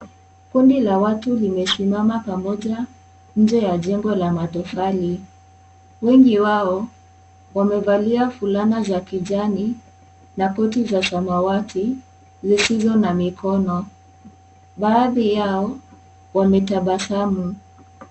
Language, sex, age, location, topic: Swahili, female, 18-24, Kisii, health